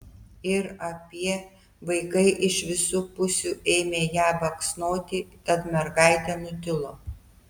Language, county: Lithuanian, Telšiai